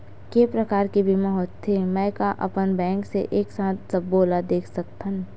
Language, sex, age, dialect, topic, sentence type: Chhattisgarhi, female, 56-60, Western/Budati/Khatahi, banking, question